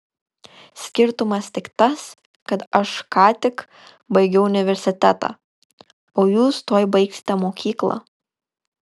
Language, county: Lithuanian, Kaunas